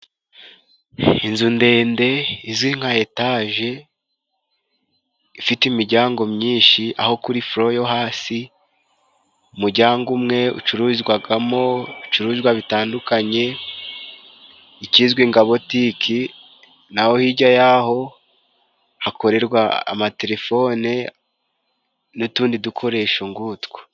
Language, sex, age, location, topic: Kinyarwanda, male, 18-24, Musanze, finance